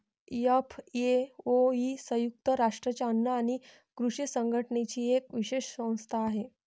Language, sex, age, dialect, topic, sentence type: Marathi, female, 25-30, Varhadi, agriculture, statement